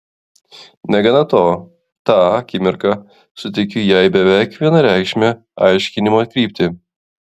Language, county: Lithuanian, Klaipėda